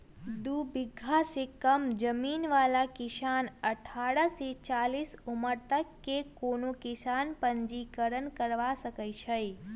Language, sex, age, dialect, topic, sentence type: Magahi, female, 18-24, Western, agriculture, statement